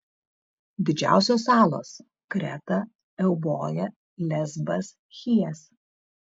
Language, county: Lithuanian, Vilnius